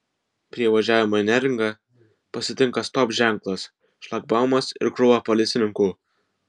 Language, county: Lithuanian, Vilnius